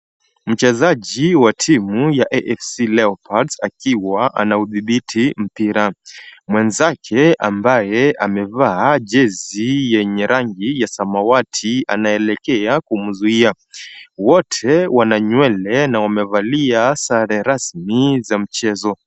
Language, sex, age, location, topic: Swahili, male, 25-35, Kisumu, government